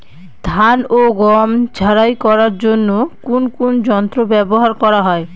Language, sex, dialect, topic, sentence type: Bengali, female, Northern/Varendri, agriculture, question